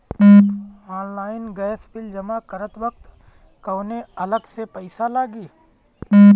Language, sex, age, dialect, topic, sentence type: Bhojpuri, male, 31-35, Northern, banking, question